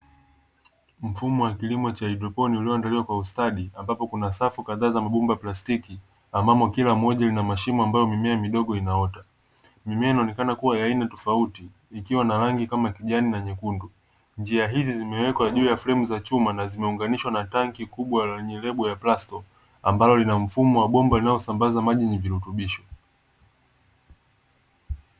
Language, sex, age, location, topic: Swahili, male, 25-35, Dar es Salaam, agriculture